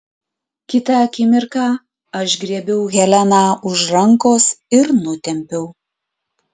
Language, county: Lithuanian, Klaipėda